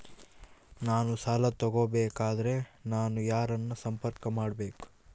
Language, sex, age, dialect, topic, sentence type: Kannada, male, 18-24, Central, banking, question